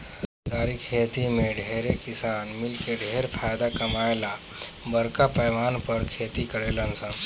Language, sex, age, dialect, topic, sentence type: Bhojpuri, male, 18-24, Southern / Standard, agriculture, statement